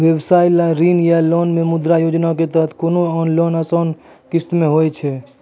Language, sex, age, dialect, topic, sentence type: Maithili, male, 18-24, Angika, banking, question